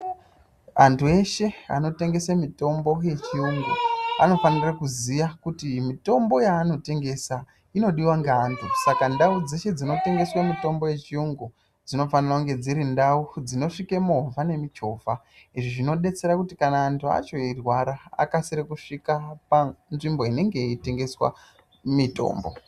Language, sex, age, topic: Ndau, female, 18-24, health